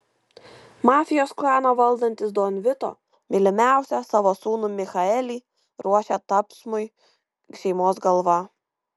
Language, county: Lithuanian, Kaunas